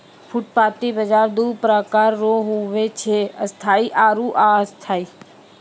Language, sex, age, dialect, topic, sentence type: Maithili, female, 25-30, Angika, agriculture, statement